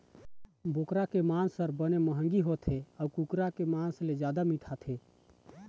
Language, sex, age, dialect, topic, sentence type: Chhattisgarhi, male, 31-35, Eastern, agriculture, statement